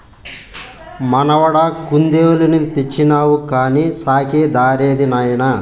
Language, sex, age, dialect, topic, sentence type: Telugu, male, 51-55, Southern, agriculture, statement